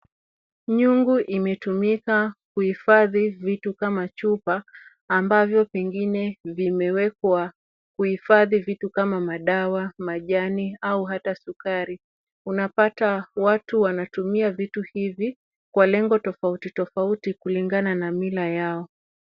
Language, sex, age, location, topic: Swahili, female, 25-35, Kisumu, health